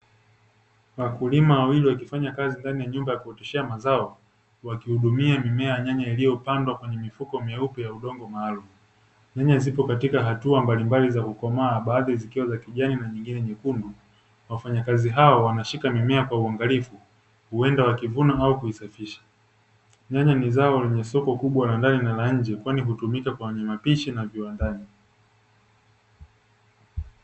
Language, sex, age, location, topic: Swahili, male, 18-24, Dar es Salaam, agriculture